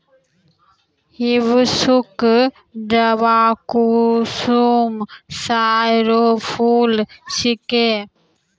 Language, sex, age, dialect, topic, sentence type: Maithili, female, 18-24, Angika, agriculture, statement